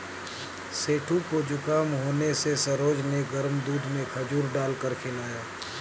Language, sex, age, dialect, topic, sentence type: Hindi, male, 31-35, Awadhi Bundeli, agriculture, statement